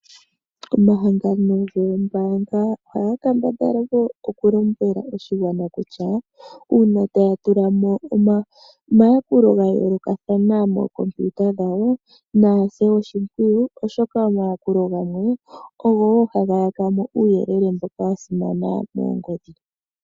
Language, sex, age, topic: Oshiwambo, female, 25-35, finance